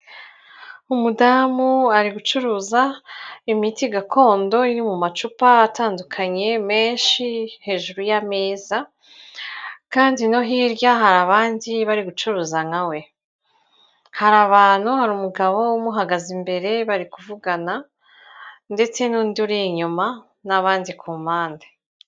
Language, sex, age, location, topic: Kinyarwanda, female, 36-49, Kigali, health